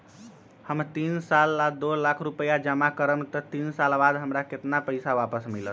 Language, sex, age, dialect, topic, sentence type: Magahi, male, 18-24, Western, banking, question